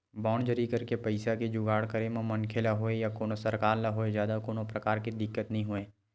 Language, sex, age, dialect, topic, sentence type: Chhattisgarhi, male, 18-24, Western/Budati/Khatahi, banking, statement